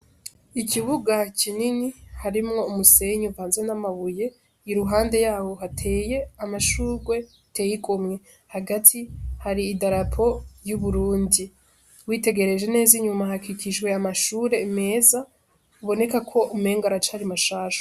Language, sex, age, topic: Rundi, female, 18-24, education